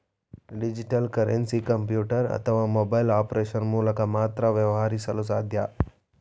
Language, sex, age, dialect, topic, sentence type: Kannada, male, 25-30, Mysore Kannada, banking, statement